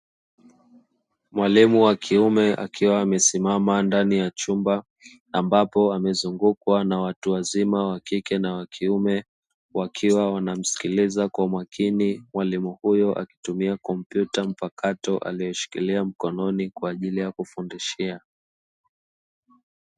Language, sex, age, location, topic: Swahili, male, 25-35, Dar es Salaam, education